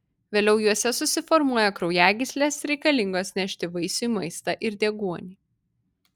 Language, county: Lithuanian, Vilnius